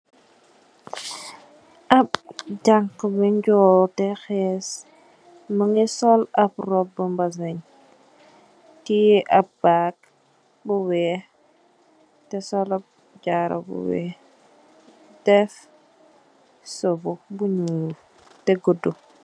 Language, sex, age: Wolof, female, 18-24